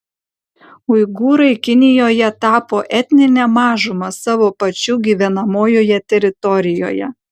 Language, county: Lithuanian, Kaunas